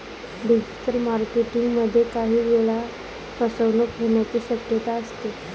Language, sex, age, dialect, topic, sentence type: Marathi, female, 18-24, Varhadi, banking, statement